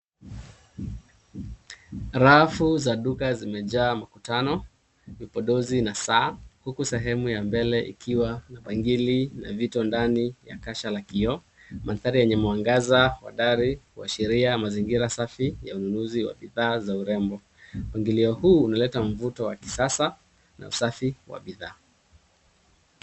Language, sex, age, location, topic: Swahili, male, 36-49, Nairobi, finance